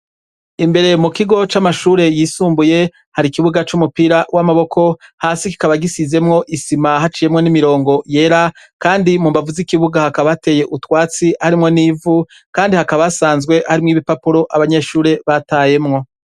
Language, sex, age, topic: Rundi, male, 36-49, education